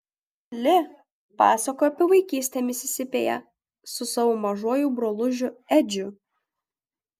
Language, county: Lithuanian, Kaunas